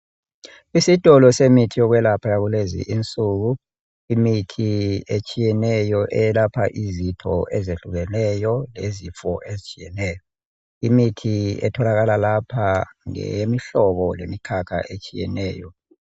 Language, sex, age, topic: North Ndebele, male, 36-49, health